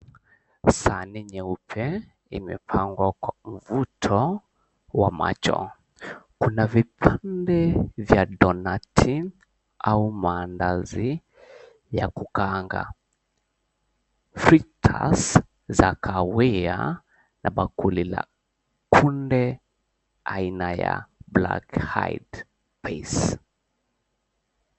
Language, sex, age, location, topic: Swahili, male, 18-24, Mombasa, agriculture